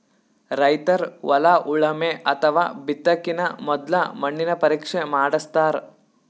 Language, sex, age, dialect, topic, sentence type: Kannada, male, 18-24, Northeastern, agriculture, statement